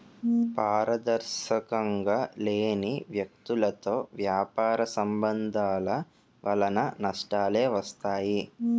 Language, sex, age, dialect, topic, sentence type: Telugu, male, 18-24, Utterandhra, banking, statement